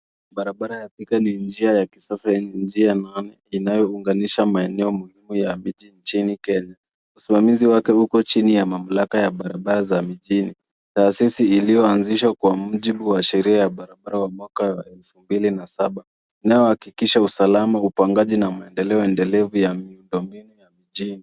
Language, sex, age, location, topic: Swahili, male, 25-35, Nairobi, government